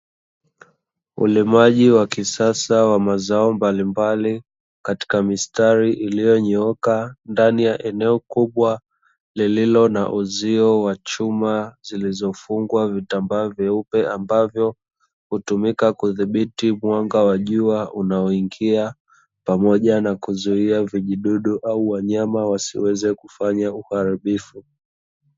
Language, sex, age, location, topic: Swahili, male, 25-35, Dar es Salaam, agriculture